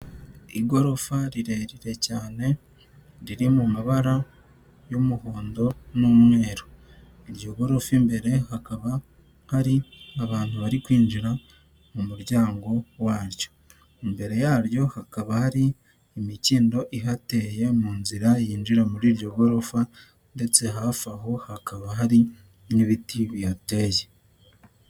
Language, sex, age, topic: Kinyarwanda, male, 18-24, finance